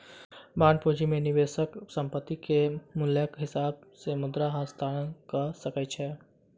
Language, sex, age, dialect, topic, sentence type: Maithili, male, 18-24, Southern/Standard, banking, statement